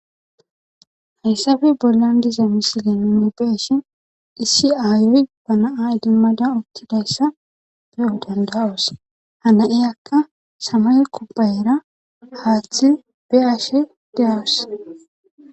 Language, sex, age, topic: Gamo, female, 25-35, government